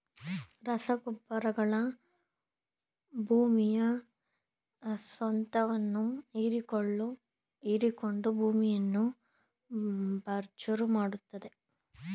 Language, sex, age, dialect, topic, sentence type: Kannada, male, 41-45, Mysore Kannada, agriculture, statement